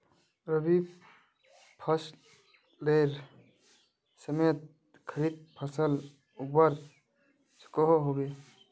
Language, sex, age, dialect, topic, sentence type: Magahi, male, 18-24, Northeastern/Surjapuri, agriculture, question